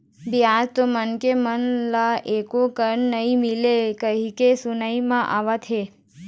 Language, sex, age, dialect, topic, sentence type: Chhattisgarhi, female, 18-24, Eastern, banking, statement